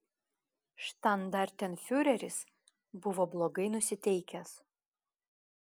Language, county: Lithuanian, Klaipėda